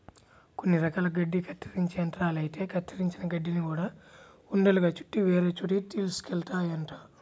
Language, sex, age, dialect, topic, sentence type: Telugu, male, 18-24, Central/Coastal, agriculture, statement